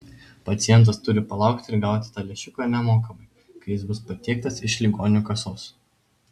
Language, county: Lithuanian, Vilnius